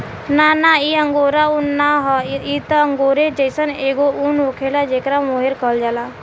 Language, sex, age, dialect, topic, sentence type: Bhojpuri, female, 18-24, Southern / Standard, agriculture, statement